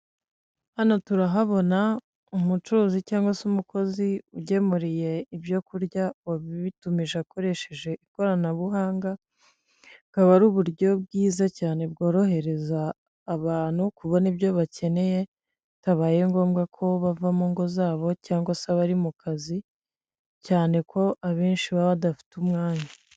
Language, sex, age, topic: Kinyarwanda, female, 25-35, finance